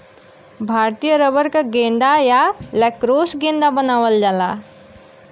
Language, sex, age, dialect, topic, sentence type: Bhojpuri, female, 18-24, Western, agriculture, statement